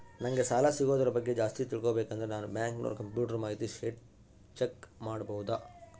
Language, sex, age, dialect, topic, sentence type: Kannada, male, 31-35, Central, banking, question